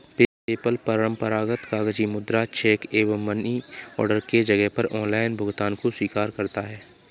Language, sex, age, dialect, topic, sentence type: Hindi, male, 25-30, Kanauji Braj Bhasha, banking, statement